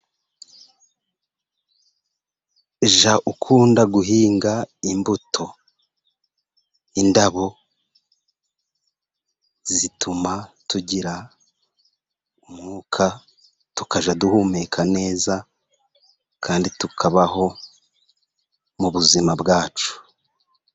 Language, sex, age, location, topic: Kinyarwanda, male, 36-49, Musanze, agriculture